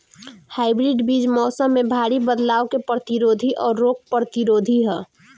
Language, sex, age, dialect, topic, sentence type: Bhojpuri, female, 18-24, Southern / Standard, agriculture, statement